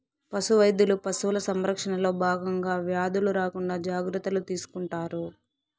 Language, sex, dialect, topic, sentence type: Telugu, female, Southern, agriculture, statement